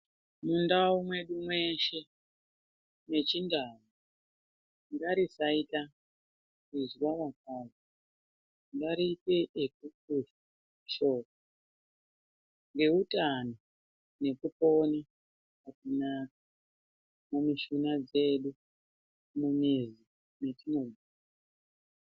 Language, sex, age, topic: Ndau, female, 36-49, health